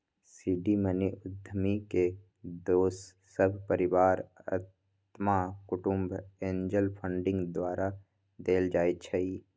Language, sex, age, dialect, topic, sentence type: Magahi, male, 18-24, Western, banking, statement